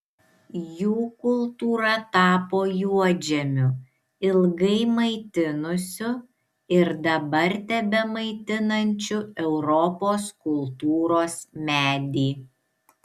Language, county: Lithuanian, Šiauliai